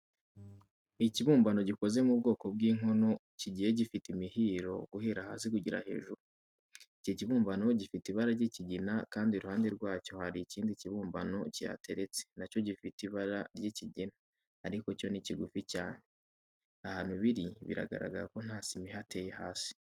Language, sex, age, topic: Kinyarwanda, male, 18-24, education